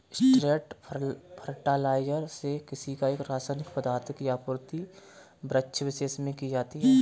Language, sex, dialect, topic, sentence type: Hindi, male, Kanauji Braj Bhasha, agriculture, statement